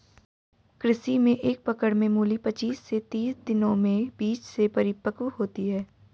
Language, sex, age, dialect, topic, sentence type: Hindi, female, 18-24, Hindustani Malvi Khadi Boli, agriculture, statement